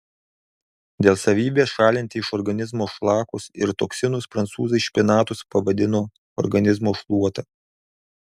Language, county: Lithuanian, Alytus